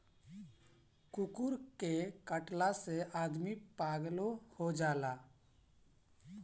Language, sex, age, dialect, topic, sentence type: Bhojpuri, male, 18-24, Northern, agriculture, statement